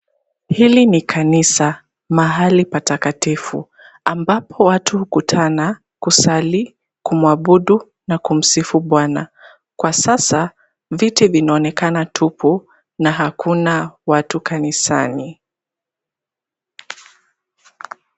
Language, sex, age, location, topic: Swahili, female, 25-35, Nairobi, education